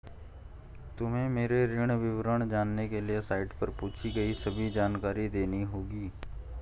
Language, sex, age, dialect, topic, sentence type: Hindi, male, 51-55, Garhwali, banking, statement